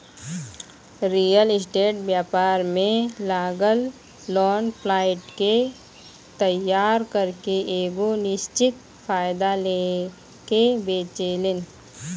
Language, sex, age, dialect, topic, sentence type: Bhojpuri, female, 25-30, Southern / Standard, banking, statement